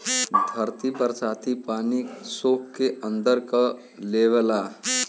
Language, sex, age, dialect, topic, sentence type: Bhojpuri, male, <18, Western, agriculture, statement